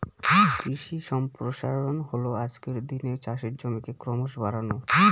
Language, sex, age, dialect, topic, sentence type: Bengali, male, 25-30, Northern/Varendri, agriculture, statement